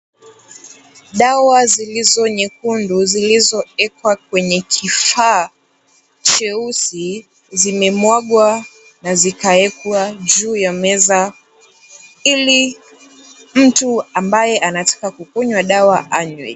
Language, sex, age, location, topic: Swahili, female, 18-24, Kisumu, health